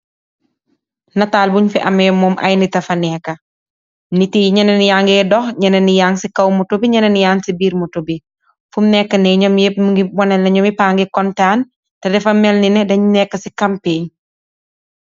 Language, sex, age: Wolof, female, 18-24